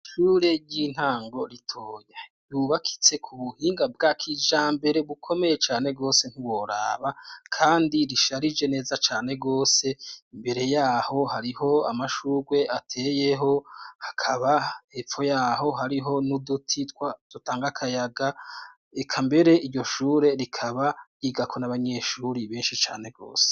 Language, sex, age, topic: Rundi, male, 36-49, education